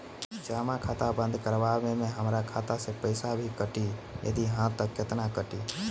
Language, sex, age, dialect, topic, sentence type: Bhojpuri, male, 18-24, Southern / Standard, banking, question